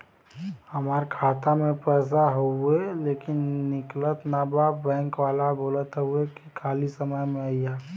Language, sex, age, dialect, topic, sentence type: Bhojpuri, male, 18-24, Western, banking, question